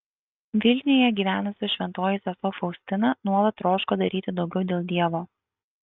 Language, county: Lithuanian, Kaunas